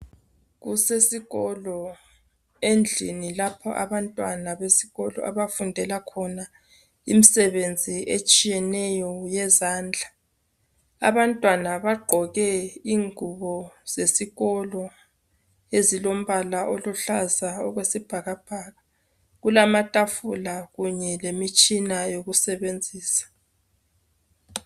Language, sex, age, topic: North Ndebele, female, 25-35, education